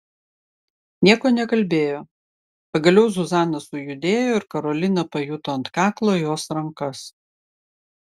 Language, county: Lithuanian, Klaipėda